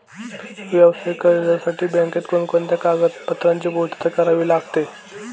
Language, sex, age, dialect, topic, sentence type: Marathi, female, 18-24, Standard Marathi, banking, question